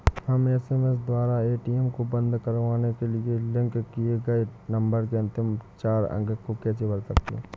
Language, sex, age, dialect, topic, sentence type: Hindi, male, 18-24, Awadhi Bundeli, banking, question